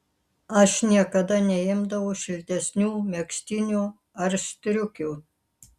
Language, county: Lithuanian, Kaunas